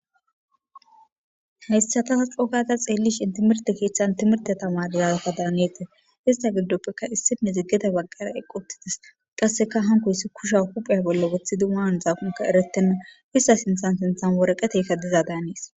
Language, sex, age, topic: Gamo, female, 18-24, government